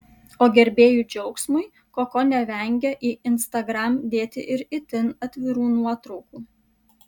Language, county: Lithuanian, Kaunas